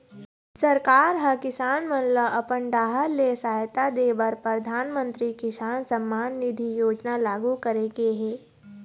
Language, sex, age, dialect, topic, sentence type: Chhattisgarhi, female, 60-100, Eastern, agriculture, statement